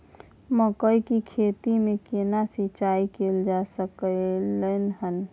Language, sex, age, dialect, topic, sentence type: Maithili, male, 25-30, Bajjika, agriculture, question